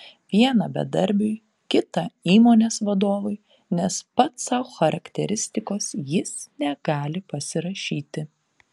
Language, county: Lithuanian, Panevėžys